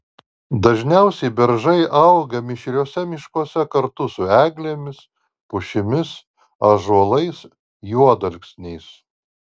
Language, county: Lithuanian, Alytus